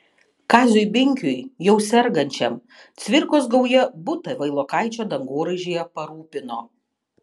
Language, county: Lithuanian, Panevėžys